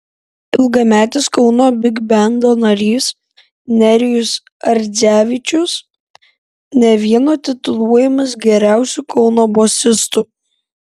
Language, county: Lithuanian, Alytus